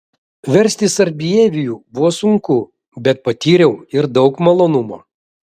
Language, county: Lithuanian, Vilnius